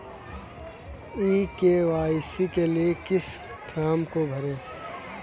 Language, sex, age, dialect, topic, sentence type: Hindi, male, 18-24, Kanauji Braj Bhasha, banking, question